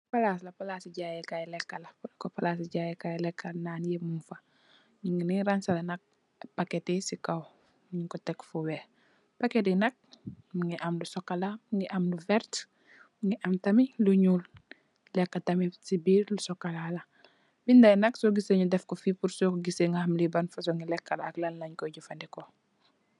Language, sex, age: Wolof, female, 18-24